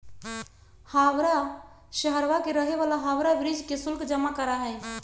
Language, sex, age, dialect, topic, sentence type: Magahi, female, 56-60, Western, banking, statement